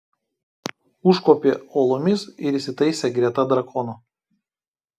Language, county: Lithuanian, Kaunas